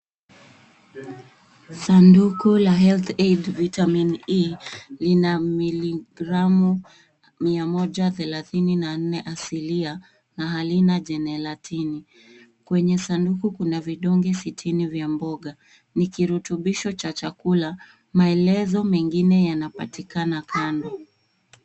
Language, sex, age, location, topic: Swahili, female, 18-24, Nairobi, health